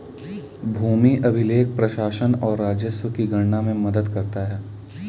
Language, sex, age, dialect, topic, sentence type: Hindi, male, 18-24, Kanauji Braj Bhasha, agriculture, statement